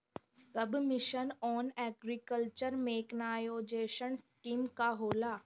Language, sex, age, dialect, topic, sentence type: Bhojpuri, female, 36-40, Northern, agriculture, question